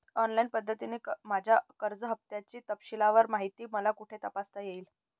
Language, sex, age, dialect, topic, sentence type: Marathi, female, 18-24, Northern Konkan, banking, question